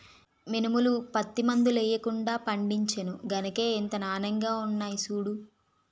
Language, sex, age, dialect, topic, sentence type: Telugu, female, 18-24, Utterandhra, agriculture, statement